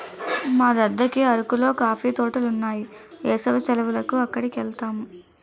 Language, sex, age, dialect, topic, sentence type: Telugu, female, 18-24, Utterandhra, agriculture, statement